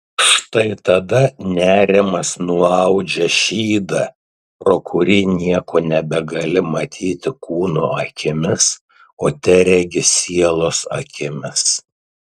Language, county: Lithuanian, Tauragė